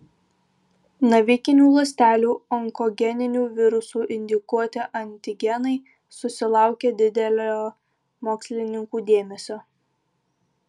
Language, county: Lithuanian, Kaunas